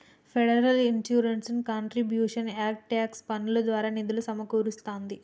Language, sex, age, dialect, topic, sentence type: Telugu, female, 36-40, Telangana, banking, statement